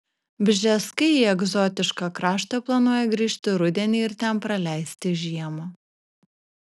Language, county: Lithuanian, Kaunas